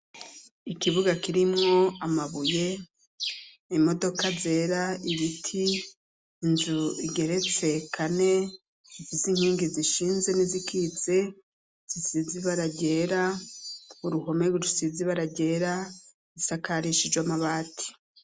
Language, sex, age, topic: Rundi, female, 36-49, education